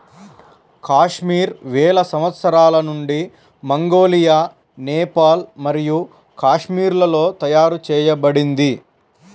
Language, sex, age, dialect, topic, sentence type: Telugu, female, 31-35, Central/Coastal, agriculture, statement